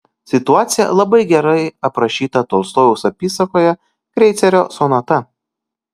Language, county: Lithuanian, Kaunas